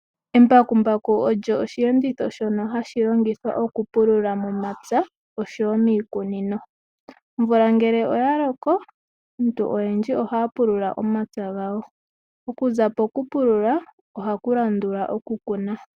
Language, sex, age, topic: Oshiwambo, female, 18-24, agriculture